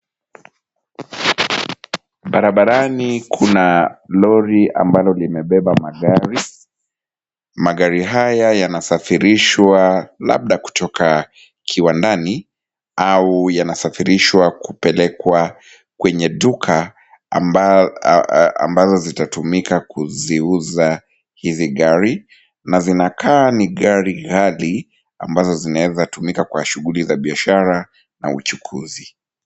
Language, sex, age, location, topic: Swahili, male, 25-35, Kisumu, finance